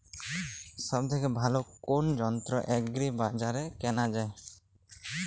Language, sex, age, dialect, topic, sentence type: Bengali, male, 18-24, Jharkhandi, agriculture, question